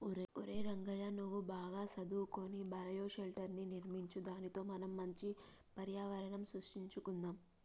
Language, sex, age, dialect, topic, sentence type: Telugu, female, 18-24, Telangana, agriculture, statement